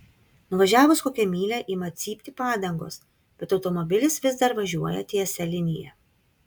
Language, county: Lithuanian, Kaunas